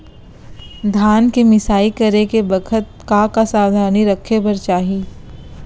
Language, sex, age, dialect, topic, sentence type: Chhattisgarhi, female, 25-30, Central, agriculture, question